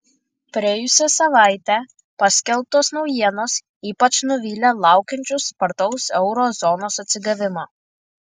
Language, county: Lithuanian, Kaunas